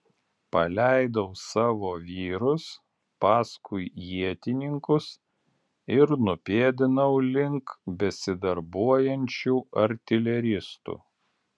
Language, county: Lithuanian, Alytus